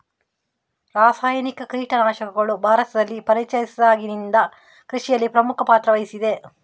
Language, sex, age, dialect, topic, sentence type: Kannada, female, 31-35, Coastal/Dakshin, agriculture, statement